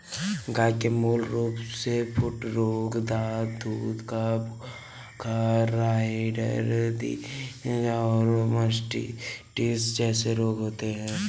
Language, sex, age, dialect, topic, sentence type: Hindi, male, 36-40, Awadhi Bundeli, agriculture, statement